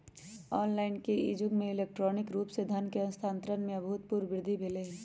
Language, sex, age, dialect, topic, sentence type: Magahi, male, 18-24, Western, banking, statement